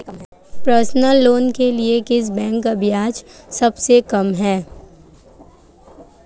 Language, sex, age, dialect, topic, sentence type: Hindi, female, 18-24, Marwari Dhudhari, banking, question